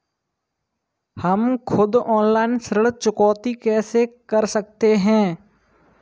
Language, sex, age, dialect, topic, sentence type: Hindi, male, 18-24, Kanauji Braj Bhasha, banking, question